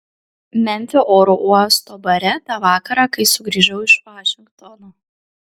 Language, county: Lithuanian, Kaunas